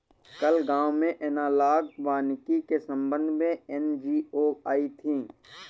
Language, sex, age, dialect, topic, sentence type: Hindi, male, 18-24, Awadhi Bundeli, agriculture, statement